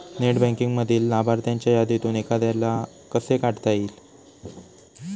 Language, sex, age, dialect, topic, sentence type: Marathi, male, 18-24, Standard Marathi, banking, statement